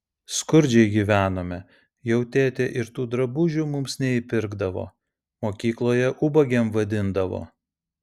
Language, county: Lithuanian, Vilnius